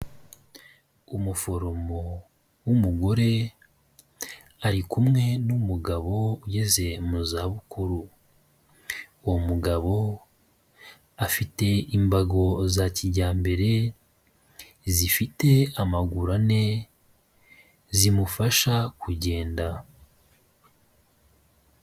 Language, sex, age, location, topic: Kinyarwanda, male, 25-35, Kigali, health